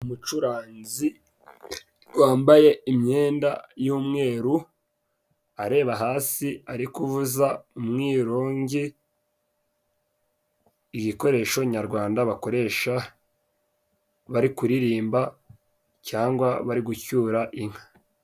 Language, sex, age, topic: Kinyarwanda, male, 18-24, government